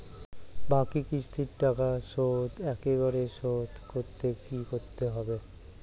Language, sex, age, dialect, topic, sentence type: Bengali, male, 36-40, Standard Colloquial, banking, question